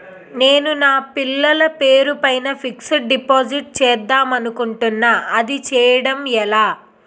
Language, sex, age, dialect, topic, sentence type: Telugu, female, 56-60, Utterandhra, banking, question